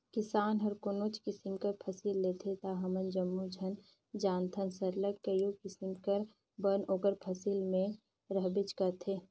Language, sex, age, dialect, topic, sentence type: Chhattisgarhi, female, 18-24, Northern/Bhandar, agriculture, statement